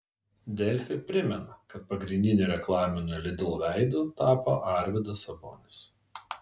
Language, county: Lithuanian, Vilnius